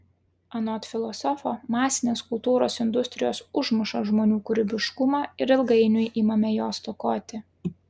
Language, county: Lithuanian, Klaipėda